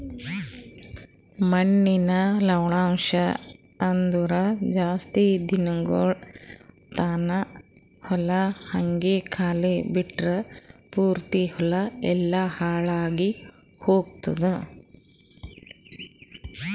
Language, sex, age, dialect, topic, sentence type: Kannada, female, 41-45, Northeastern, agriculture, statement